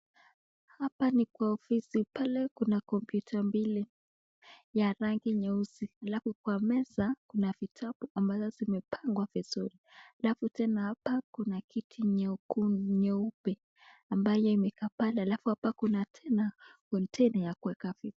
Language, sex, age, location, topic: Swahili, female, 25-35, Nakuru, education